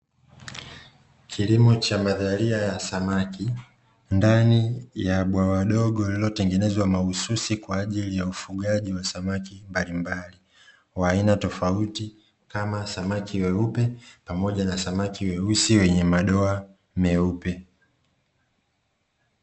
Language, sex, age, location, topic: Swahili, male, 25-35, Dar es Salaam, agriculture